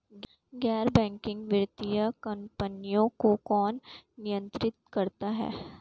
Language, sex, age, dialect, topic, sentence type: Hindi, female, 18-24, Marwari Dhudhari, banking, question